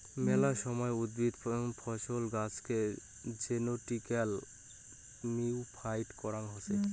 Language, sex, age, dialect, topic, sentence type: Bengali, male, 18-24, Rajbangshi, agriculture, statement